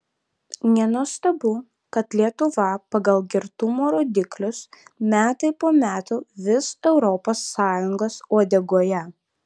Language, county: Lithuanian, Vilnius